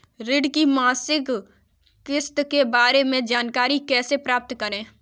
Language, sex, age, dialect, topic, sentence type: Hindi, female, 46-50, Kanauji Braj Bhasha, banking, question